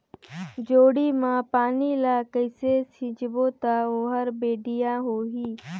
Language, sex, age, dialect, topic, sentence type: Chhattisgarhi, female, 25-30, Northern/Bhandar, agriculture, question